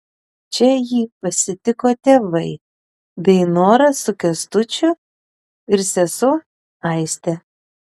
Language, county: Lithuanian, Panevėžys